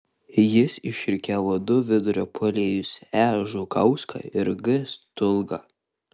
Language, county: Lithuanian, Kaunas